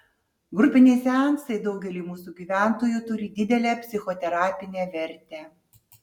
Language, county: Lithuanian, Utena